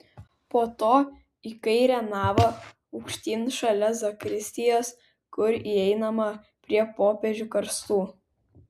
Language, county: Lithuanian, Kaunas